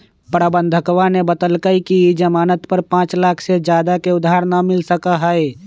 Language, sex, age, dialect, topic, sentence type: Magahi, male, 25-30, Western, banking, statement